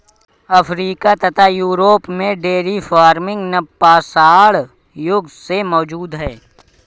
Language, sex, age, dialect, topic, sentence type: Hindi, male, 36-40, Awadhi Bundeli, agriculture, statement